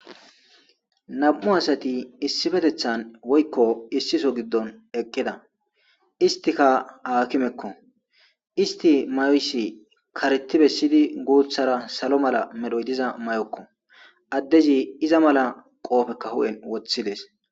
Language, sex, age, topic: Gamo, male, 25-35, government